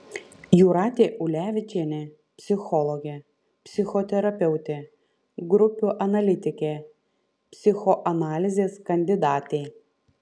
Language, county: Lithuanian, Panevėžys